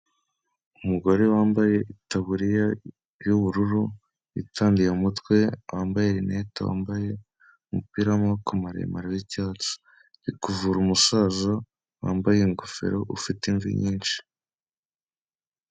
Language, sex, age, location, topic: Kinyarwanda, male, 18-24, Kigali, health